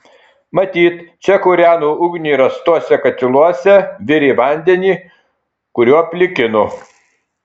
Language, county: Lithuanian, Kaunas